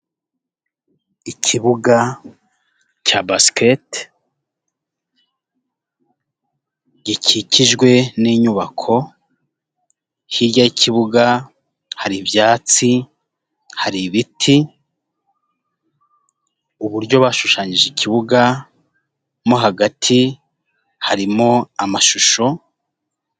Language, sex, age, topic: Kinyarwanda, male, 36-49, government